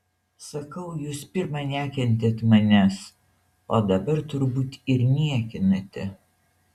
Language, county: Lithuanian, Šiauliai